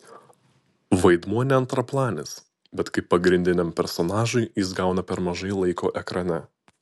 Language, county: Lithuanian, Utena